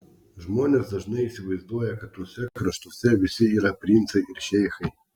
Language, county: Lithuanian, Klaipėda